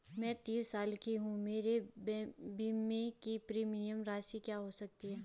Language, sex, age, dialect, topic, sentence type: Hindi, female, 25-30, Garhwali, banking, question